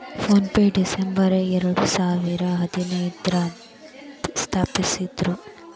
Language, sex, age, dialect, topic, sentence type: Kannada, female, 18-24, Dharwad Kannada, banking, statement